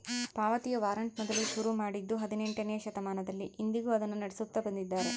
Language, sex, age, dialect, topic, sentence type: Kannada, female, 25-30, Central, banking, statement